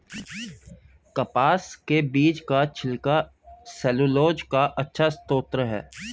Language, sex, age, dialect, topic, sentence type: Hindi, male, 25-30, Hindustani Malvi Khadi Boli, agriculture, statement